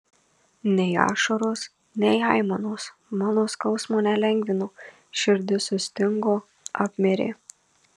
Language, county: Lithuanian, Marijampolė